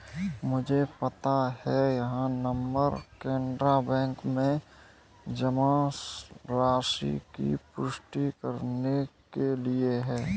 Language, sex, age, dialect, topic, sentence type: Hindi, male, 18-24, Kanauji Braj Bhasha, banking, statement